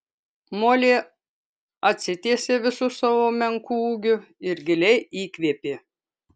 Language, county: Lithuanian, Kaunas